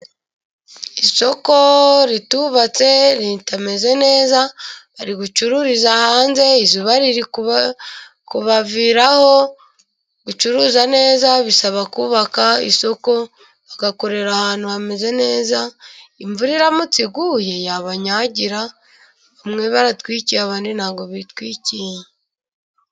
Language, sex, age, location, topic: Kinyarwanda, female, 25-35, Musanze, finance